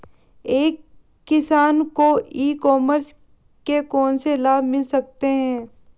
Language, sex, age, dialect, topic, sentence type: Hindi, female, 18-24, Marwari Dhudhari, agriculture, question